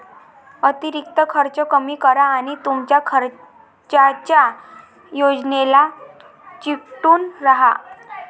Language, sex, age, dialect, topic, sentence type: Marathi, female, 18-24, Varhadi, banking, statement